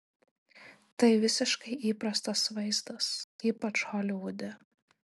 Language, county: Lithuanian, Telšiai